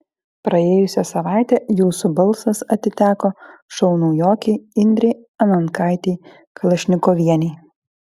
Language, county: Lithuanian, Klaipėda